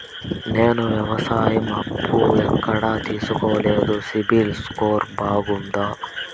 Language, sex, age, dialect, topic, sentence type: Telugu, male, 18-24, Southern, banking, question